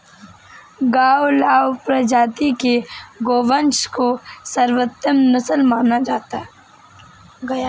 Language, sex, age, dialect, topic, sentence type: Hindi, female, 18-24, Kanauji Braj Bhasha, agriculture, statement